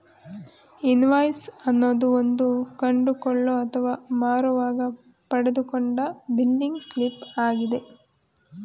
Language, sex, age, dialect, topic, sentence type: Kannada, female, 25-30, Mysore Kannada, banking, statement